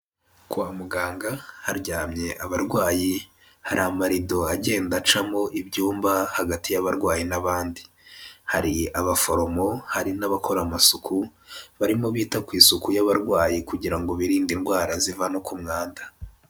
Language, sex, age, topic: Kinyarwanda, male, 18-24, health